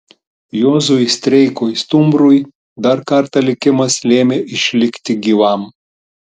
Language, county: Lithuanian, Tauragė